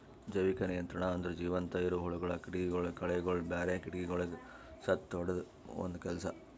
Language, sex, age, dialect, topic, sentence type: Kannada, male, 56-60, Northeastern, agriculture, statement